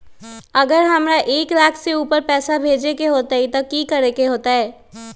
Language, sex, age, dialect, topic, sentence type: Magahi, male, 51-55, Western, banking, question